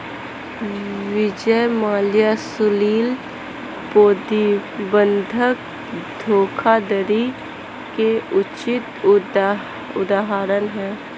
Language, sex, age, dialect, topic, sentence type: Hindi, female, 18-24, Marwari Dhudhari, banking, statement